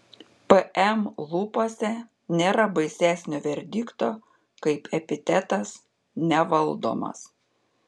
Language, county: Lithuanian, Panevėžys